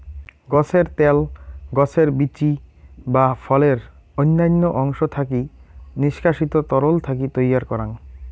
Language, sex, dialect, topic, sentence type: Bengali, male, Rajbangshi, agriculture, statement